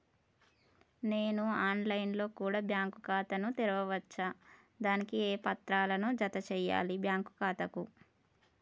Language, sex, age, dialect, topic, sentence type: Telugu, female, 41-45, Telangana, banking, question